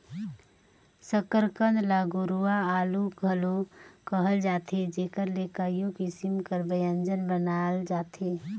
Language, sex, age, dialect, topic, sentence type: Chhattisgarhi, female, 31-35, Northern/Bhandar, agriculture, statement